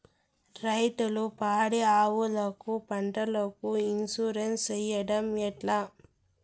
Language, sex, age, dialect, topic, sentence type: Telugu, male, 18-24, Southern, agriculture, question